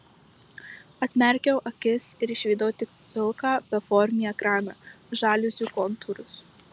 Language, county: Lithuanian, Marijampolė